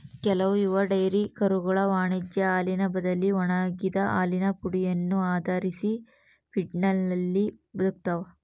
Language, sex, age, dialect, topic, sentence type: Kannada, female, 18-24, Central, agriculture, statement